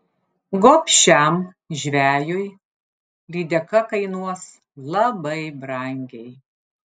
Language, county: Lithuanian, Klaipėda